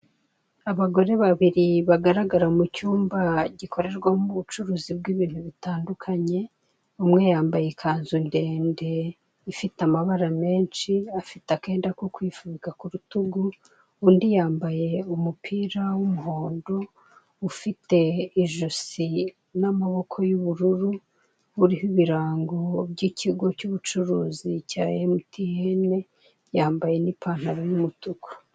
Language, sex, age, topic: Kinyarwanda, female, 36-49, finance